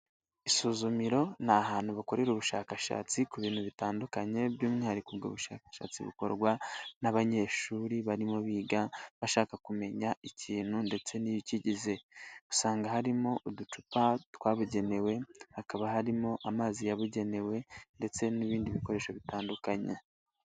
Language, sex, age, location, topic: Kinyarwanda, male, 18-24, Nyagatare, health